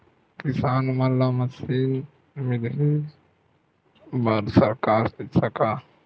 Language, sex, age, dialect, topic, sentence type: Chhattisgarhi, male, 25-30, Western/Budati/Khatahi, agriculture, question